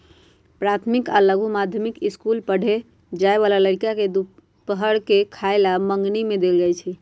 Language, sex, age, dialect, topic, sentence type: Magahi, female, 46-50, Western, agriculture, statement